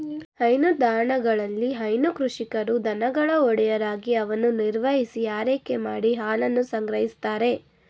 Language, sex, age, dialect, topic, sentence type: Kannada, female, 18-24, Mysore Kannada, agriculture, statement